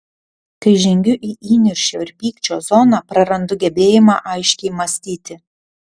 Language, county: Lithuanian, Panevėžys